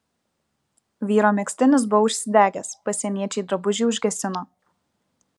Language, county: Lithuanian, Vilnius